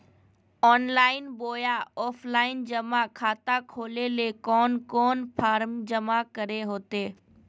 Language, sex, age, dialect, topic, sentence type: Magahi, female, 18-24, Southern, banking, question